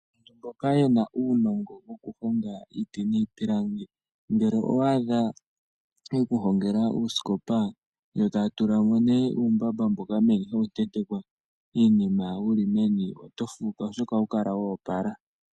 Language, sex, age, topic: Oshiwambo, male, 18-24, finance